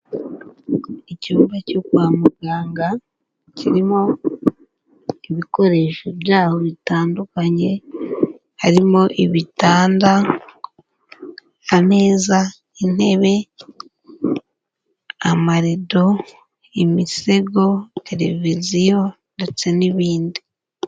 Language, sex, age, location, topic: Kinyarwanda, female, 18-24, Huye, health